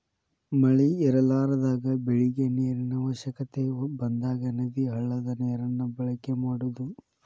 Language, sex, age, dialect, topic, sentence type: Kannada, male, 18-24, Dharwad Kannada, agriculture, statement